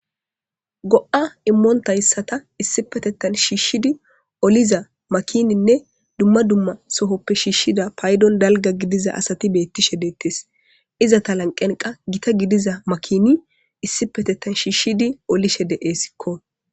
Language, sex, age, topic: Gamo, male, 18-24, government